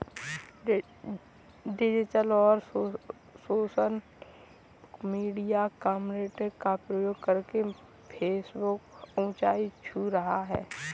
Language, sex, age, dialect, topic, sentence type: Hindi, female, 18-24, Kanauji Braj Bhasha, banking, statement